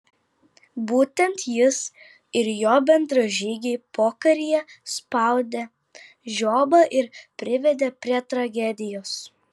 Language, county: Lithuanian, Vilnius